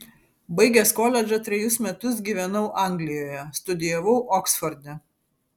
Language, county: Lithuanian, Vilnius